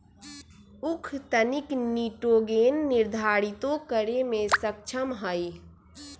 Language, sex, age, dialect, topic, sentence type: Magahi, female, 25-30, Western, agriculture, statement